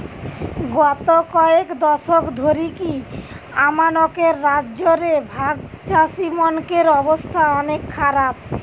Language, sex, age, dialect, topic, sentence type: Bengali, female, 25-30, Western, agriculture, statement